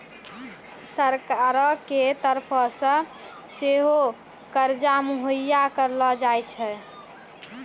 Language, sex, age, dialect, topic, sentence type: Maithili, female, 18-24, Angika, banking, statement